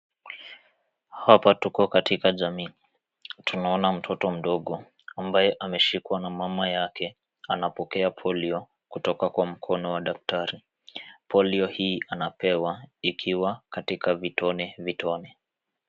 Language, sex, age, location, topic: Swahili, male, 18-24, Nairobi, health